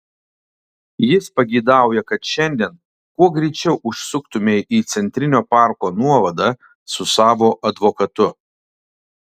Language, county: Lithuanian, Alytus